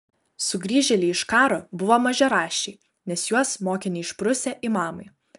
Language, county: Lithuanian, Kaunas